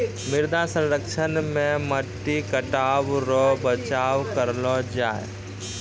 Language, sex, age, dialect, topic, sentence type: Maithili, male, 31-35, Angika, agriculture, statement